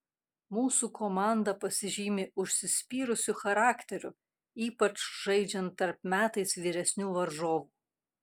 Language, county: Lithuanian, Kaunas